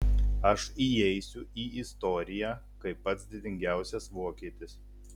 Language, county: Lithuanian, Telšiai